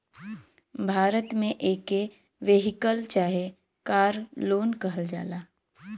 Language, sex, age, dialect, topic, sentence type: Bhojpuri, female, 18-24, Western, banking, statement